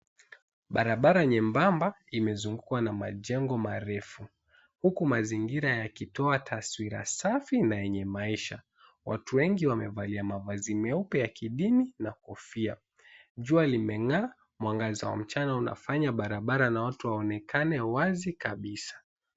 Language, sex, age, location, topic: Swahili, male, 18-24, Mombasa, government